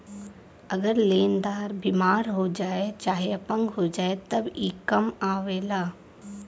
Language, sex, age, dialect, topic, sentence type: Bhojpuri, female, 18-24, Western, banking, statement